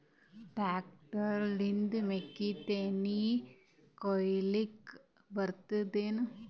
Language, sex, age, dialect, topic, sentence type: Kannada, female, 18-24, Northeastern, agriculture, question